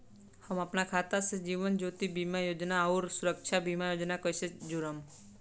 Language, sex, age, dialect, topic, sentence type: Bhojpuri, male, 25-30, Southern / Standard, banking, question